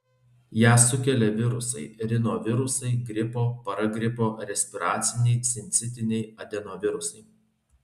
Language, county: Lithuanian, Alytus